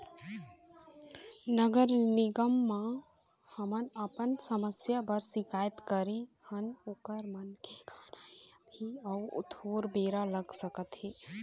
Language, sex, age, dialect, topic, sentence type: Chhattisgarhi, female, 18-24, Eastern, banking, statement